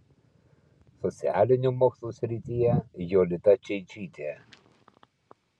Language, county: Lithuanian, Kaunas